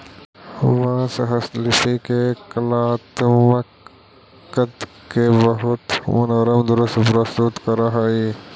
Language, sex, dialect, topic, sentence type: Magahi, male, Central/Standard, banking, statement